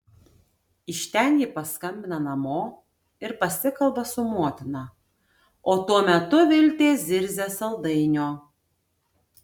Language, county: Lithuanian, Tauragė